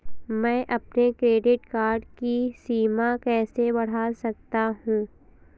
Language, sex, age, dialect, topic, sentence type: Hindi, female, 25-30, Awadhi Bundeli, banking, question